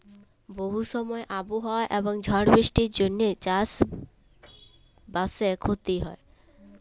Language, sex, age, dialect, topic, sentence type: Bengali, female, <18, Jharkhandi, agriculture, statement